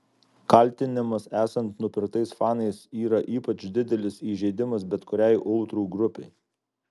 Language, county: Lithuanian, Alytus